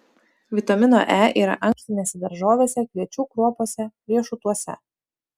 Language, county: Lithuanian, Utena